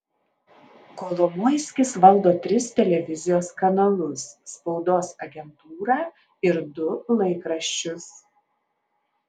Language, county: Lithuanian, Alytus